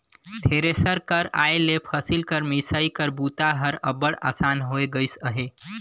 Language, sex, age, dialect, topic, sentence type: Chhattisgarhi, male, 25-30, Northern/Bhandar, agriculture, statement